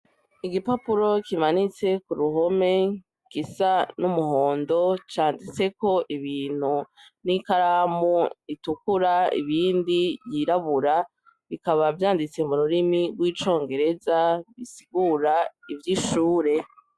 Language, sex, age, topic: Rundi, male, 36-49, education